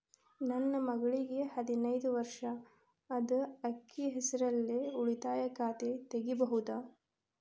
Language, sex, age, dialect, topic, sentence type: Kannada, female, 25-30, Dharwad Kannada, banking, question